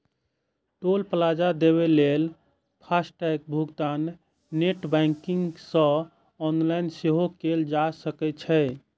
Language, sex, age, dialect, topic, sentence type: Maithili, male, 25-30, Eastern / Thethi, banking, statement